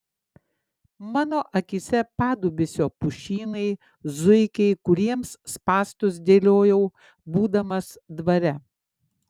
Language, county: Lithuanian, Klaipėda